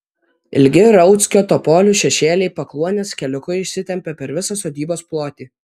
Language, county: Lithuanian, Vilnius